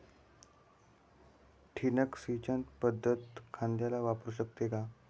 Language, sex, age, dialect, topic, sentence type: Marathi, male, 18-24, Standard Marathi, agriculture, question